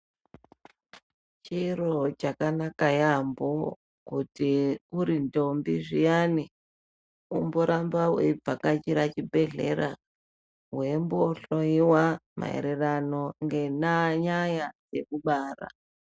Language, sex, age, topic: Ndau, male, 25-35, health